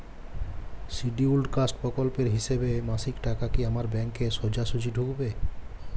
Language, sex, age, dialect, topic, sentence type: Bengali, male, 18-24, Jharkhandi, banking, question